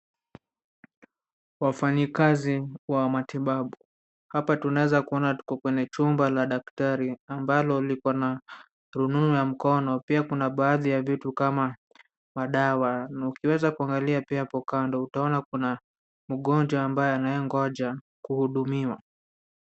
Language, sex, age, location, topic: Swahili, male, 18-24, Nairobi, health